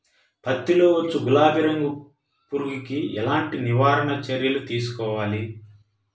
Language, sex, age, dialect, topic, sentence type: Telugu, male, 31-35, Central/Coastal, agriculture, question